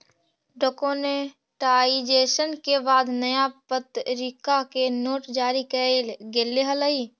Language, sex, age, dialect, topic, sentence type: Magahi, female, 18-24, Central/Standard, banking, statement